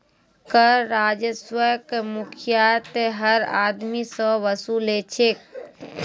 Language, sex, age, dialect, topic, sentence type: Magahi, female, 18-24, Northeastern/Surjapuri, banking, statement